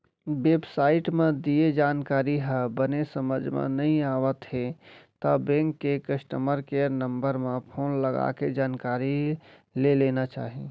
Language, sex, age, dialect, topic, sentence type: Chhattisgarhi, male, 36-40, Central, banking, statement